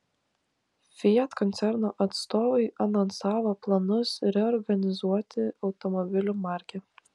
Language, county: Lithuanian, Klaipėda